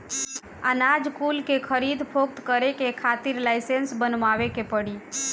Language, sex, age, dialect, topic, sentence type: Bhojpuri, female, 18-24, Northern, agriculture, statement